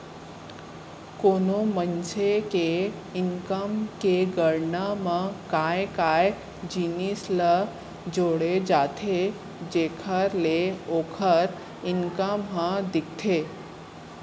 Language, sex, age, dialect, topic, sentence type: Chhattisgarhi, female, 18-24, Central, banking, statement